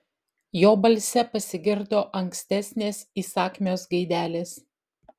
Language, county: Lithuanian, Vilnius